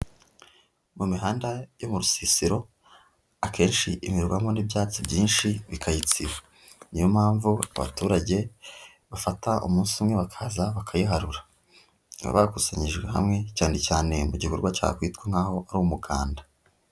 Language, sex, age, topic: Kinyarwanda, female, 25-35, agriculture